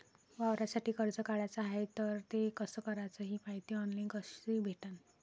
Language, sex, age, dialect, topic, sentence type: Marathi, female, 25-30, Varhadi, banking, question